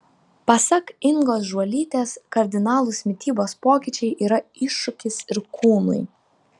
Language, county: Lithuanian, Vilnius